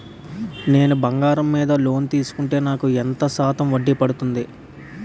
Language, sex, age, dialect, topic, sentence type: Telugu, male, 18-24, Utterandhra, banking, question